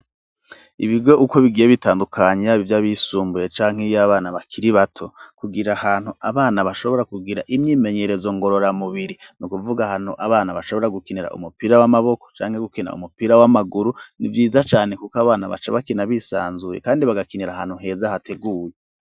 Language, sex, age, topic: Rundi, male, 36-49, education